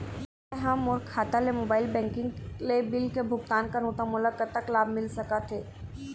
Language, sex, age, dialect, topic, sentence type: Chhattisgarhi, female, 18-24, Eastern, banking, question